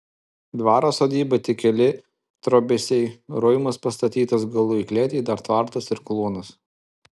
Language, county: Lithuanian, Alytus